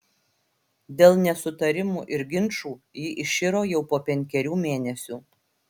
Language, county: Lithuanian, Klaipėda